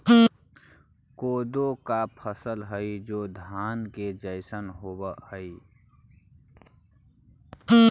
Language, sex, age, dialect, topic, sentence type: Magahi, male, 41-45, Central/Standard, agriculture, statement